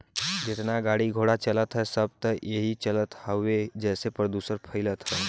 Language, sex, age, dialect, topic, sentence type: Bhojpuri, male, 41-45, Western, agriculture, statement